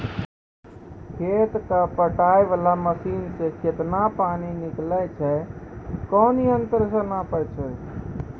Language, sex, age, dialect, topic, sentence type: Maithili, male, 18-24, Angika, agriculture, question